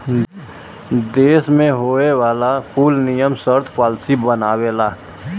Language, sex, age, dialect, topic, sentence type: Bhojpuri, male, 25-30, Western, banking, statement